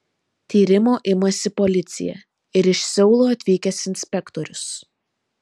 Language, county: Lithuanian, Vilnius